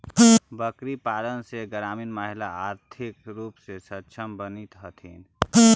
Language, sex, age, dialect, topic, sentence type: Magahi, male, 41-45, Central/Standard, agriculture, statement